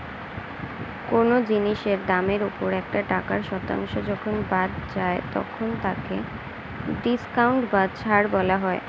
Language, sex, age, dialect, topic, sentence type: Bengali, female, 18-24, Standard Colloquial, banking, statement